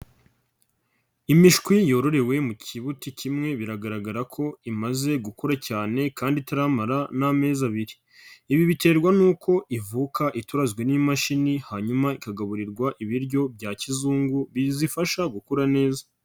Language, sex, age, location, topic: Kinyarwanda, male, 25-35, Nyagatare, agriculture